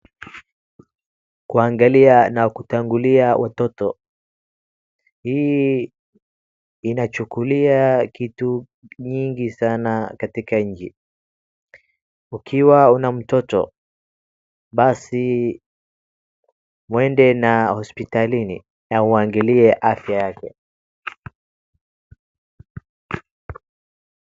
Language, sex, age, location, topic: Swahili, male, 36-49, Wajir, health